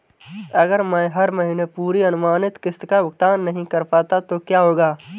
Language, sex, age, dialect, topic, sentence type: Hindi, male, 18-24, Marwari Dhudhari, banking, question